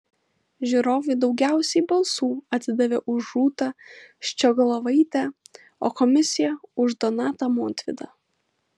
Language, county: Lithuanian, Kaunas